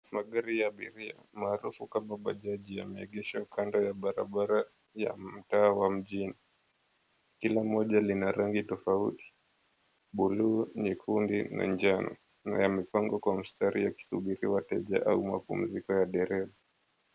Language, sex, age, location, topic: Swahili, male, 25-35, Mombasa, government